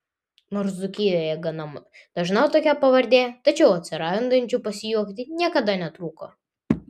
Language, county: Lithuanian, Vilnius